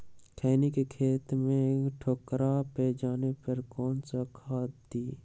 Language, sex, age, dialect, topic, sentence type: Magahi, male, 18-24, Western, agriculture, question